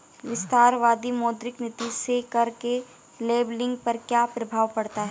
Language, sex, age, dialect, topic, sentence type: Hindi, female, 18-24, Marwari Dhudhari, banking, statement